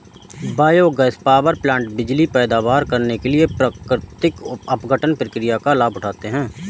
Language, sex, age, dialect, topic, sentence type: Hindi, male, 25-30, Awadhi Bundeli, agriculture, statement